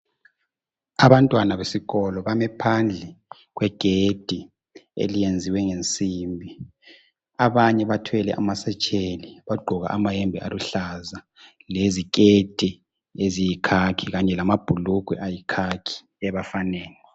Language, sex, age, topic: North Ndebele, male, 18-24, education